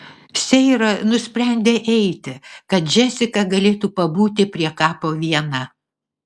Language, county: Lithuanian, Vilnius